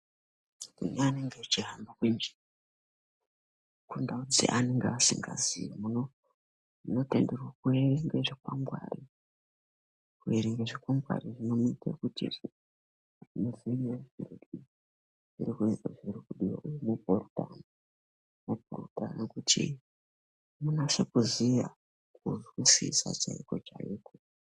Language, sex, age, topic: Ndau, male, 18-24, health